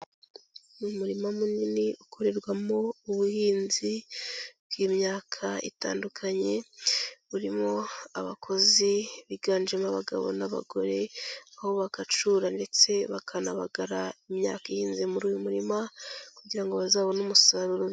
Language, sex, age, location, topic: Kinyarwanda, female, 18-24, Kigali, agriculture